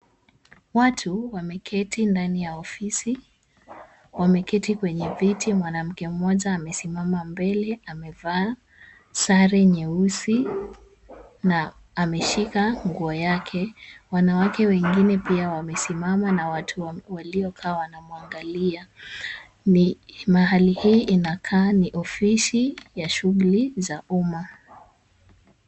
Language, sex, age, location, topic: Swahili, male, 25-35, Kisumu, government